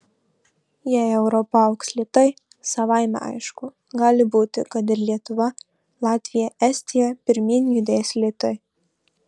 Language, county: Lithuanian, Marijampolė